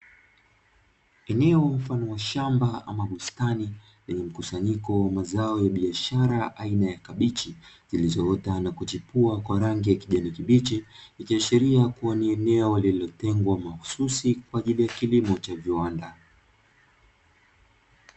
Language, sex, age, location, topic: Swahili, male, 25-35, Dar es Salaam, agriculture